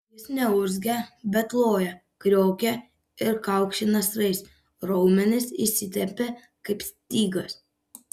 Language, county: Lithuanian, Panevėžys